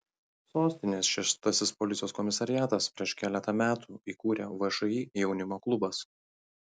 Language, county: Lithuanian, Kaunas